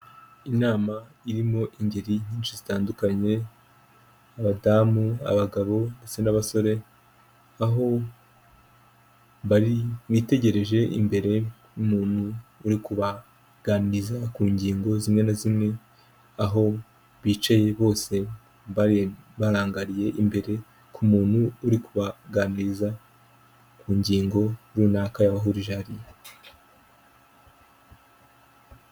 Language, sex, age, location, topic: Kinyarwanda, male, 18-24, Kigali, government